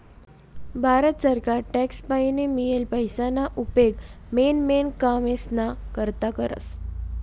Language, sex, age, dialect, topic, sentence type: Marathi, female, 18-24, Northern Konkan, banking, statement